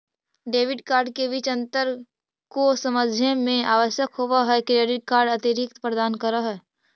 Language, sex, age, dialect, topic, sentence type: Magahi, female, 18-24, Central/Standard, banking, question